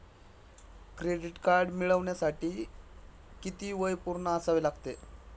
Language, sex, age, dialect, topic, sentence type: Marathi, male, 25-30, Standard Marathi, banking, question